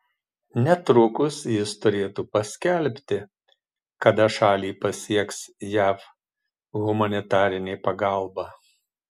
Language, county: Lithuanian, Marijampolė